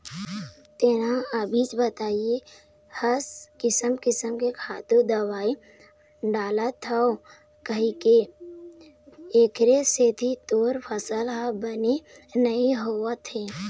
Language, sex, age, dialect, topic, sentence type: Chhattisgarhi, female, 18-24, Eastern, agriculture, statement